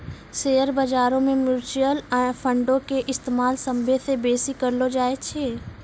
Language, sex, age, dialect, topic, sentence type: Maithili, female, 51-55, Angika, banking, statement